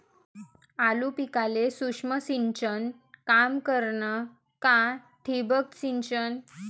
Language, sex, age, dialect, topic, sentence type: Marathi, female, 18-24, Varhadi, agriculture, question